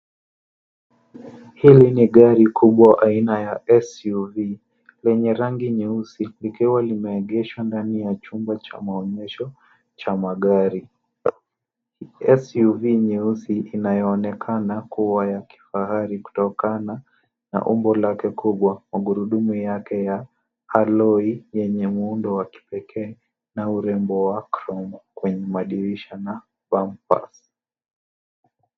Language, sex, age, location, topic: Swahili, male, 18-24, Nairobi, finance